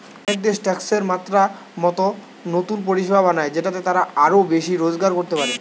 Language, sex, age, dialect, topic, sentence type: Bengali, male, 18-24, Western, banking, statement